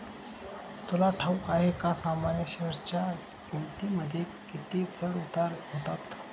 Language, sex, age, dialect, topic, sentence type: Marathi, male, 18-24, Northern Konkan, banking, statement